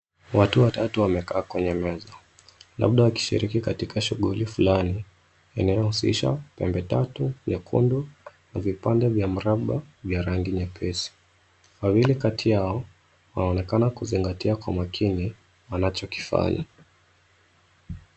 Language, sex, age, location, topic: Swahili, male, 25-35, Nairobi, education